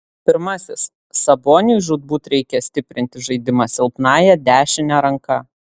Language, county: Lithuanian, Vilnius